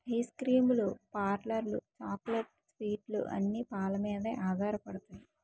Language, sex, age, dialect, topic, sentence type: Telugu, female, 25-30, Utterandhra, agriculture, statement